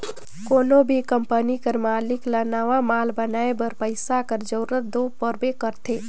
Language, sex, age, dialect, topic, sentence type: Chhattisgarhi, female, 18-24, Northern/Bhandar, banking, statement